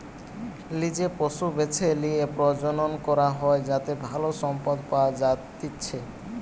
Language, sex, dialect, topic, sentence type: Bengali, male, Western, agriculture, statement